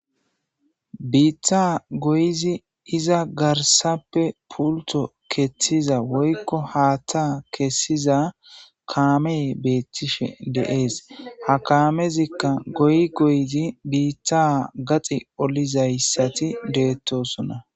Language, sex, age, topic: Gamo, male, 25-35, government